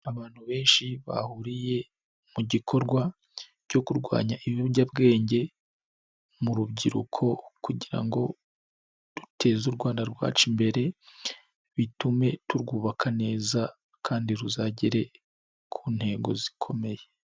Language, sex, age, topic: Kinyarwanda, male, 25-35, health